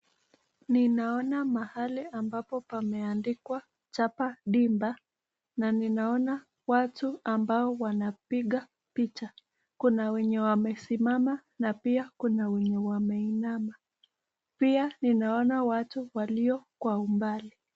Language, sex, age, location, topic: Swahili, female, 18-24, Nakuru, government